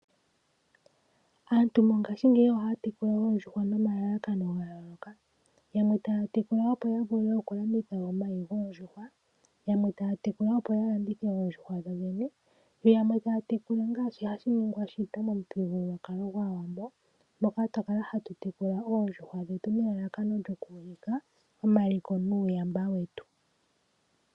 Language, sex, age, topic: Oshiwambo, female, 18-24, agriculture